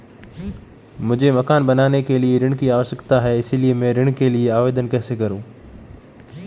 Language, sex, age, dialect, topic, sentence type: Hindi, male, 18-24, Marwari Dhudhari, banking, question